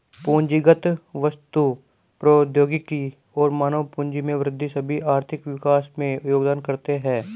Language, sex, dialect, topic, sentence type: Hindi, male, Hindustani Malvi Khadi Boli, banking, statement